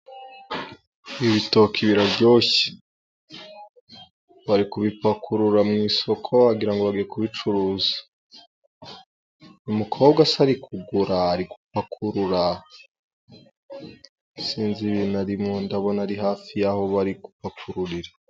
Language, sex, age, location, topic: Kinyarwanda, male, 18-24, Musanze, agriculture